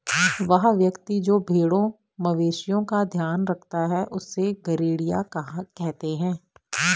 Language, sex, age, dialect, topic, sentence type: Hindi, female, 25-30, Garhwali, agriculture, statement